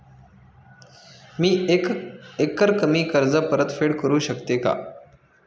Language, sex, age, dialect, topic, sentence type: Marathi, male, 25-30, Standard Marathi, banking, question